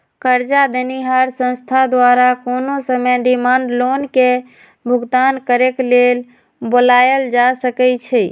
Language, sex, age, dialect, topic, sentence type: Magahi, female, 25-30, Western, banking, statement